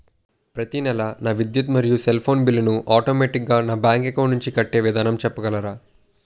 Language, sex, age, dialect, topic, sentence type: Telugu, male, 18-24, Utterandhra, banking, question